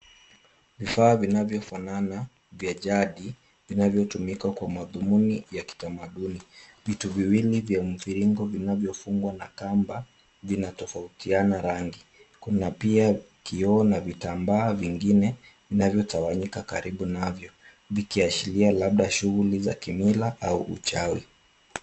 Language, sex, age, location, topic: Swahili, male, 25-35, Kisumu, health